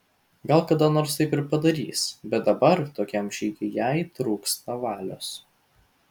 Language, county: Lithuanian, Vilnius